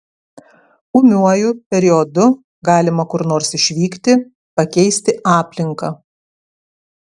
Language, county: Lithuanian, Kaunas